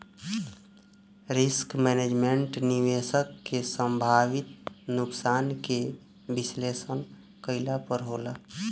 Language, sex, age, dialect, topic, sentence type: Bhojpuri, male, 18-24, Southern / Standard, banking, statement